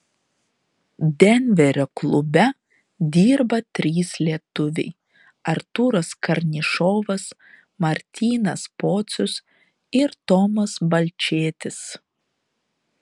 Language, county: Lithuanian, Šiauliai